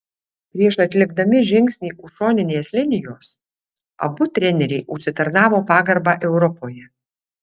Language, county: Lithuanian, Alytus